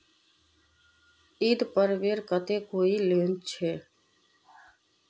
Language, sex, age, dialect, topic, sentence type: Magahi, female, 36-40, Northeastern/Surjapuri, banking, question